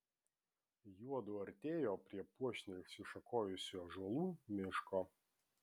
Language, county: Lithuanian, Vilnius